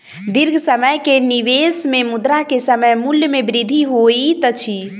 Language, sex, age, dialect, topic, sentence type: Maithili, female, 18-24, Southern/Standard, banking, statement